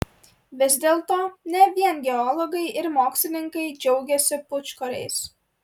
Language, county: Lithuanian, Klaipėda